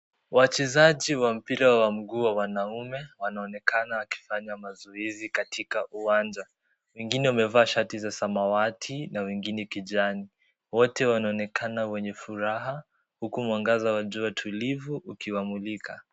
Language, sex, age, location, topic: Swahili, male, 18-24, Kisii, government